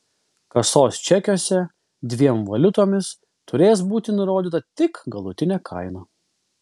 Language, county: Lithuanian, Vilnius